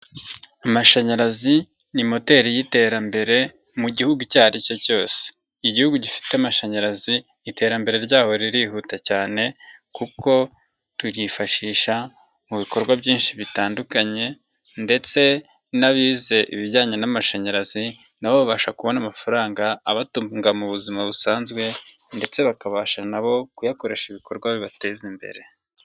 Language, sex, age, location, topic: Kinyarwanda, male, 25-35, Nyagatare, government